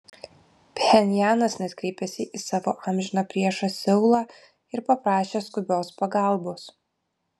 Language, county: Lithuanian, Vilnius